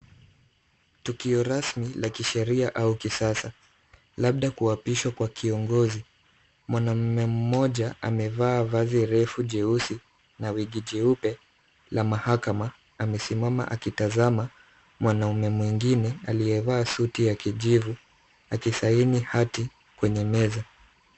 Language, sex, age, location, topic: Swahili, male, 25-35, Kisumu, government